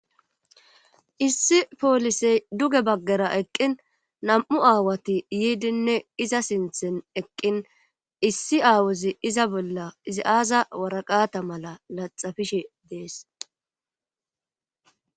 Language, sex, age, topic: Gamo, female, 25-35, government